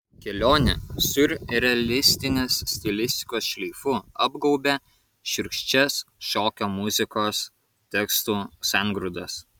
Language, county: Lithuanian, Kaunas